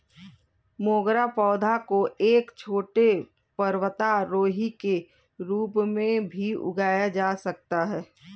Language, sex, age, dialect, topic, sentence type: Hindi, female, 18-24, Kanauji Braj Bhasha, agriculture, statement